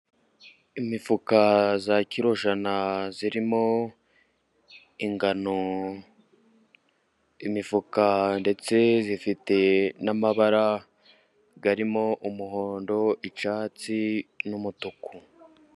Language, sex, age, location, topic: Kinyarwanda, male, 18-24, Musanze, agriculture